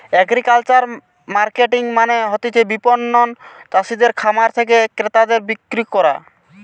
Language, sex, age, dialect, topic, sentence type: Bengali, male, 18-24, Western, agriculture, statement